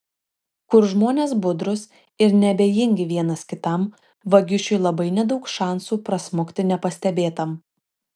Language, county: Lithuanian, Šiauliai